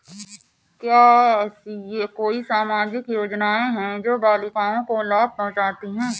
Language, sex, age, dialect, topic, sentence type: Hindi, female, 31-35, Awadhi Bundeli, banking, statement